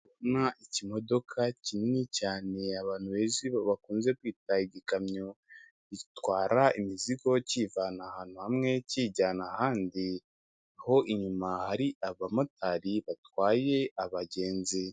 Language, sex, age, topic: Kinyarwanda, male, 25-35, government